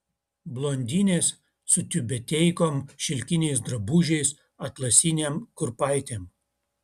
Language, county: Lithuanian, Utena